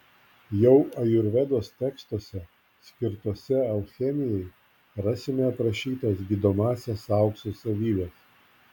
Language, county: Lithuanian, Klaipėda